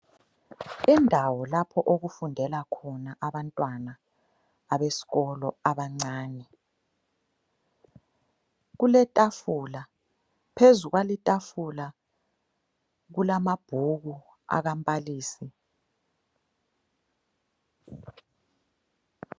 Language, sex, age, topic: North Ndebele, female, 25-35, education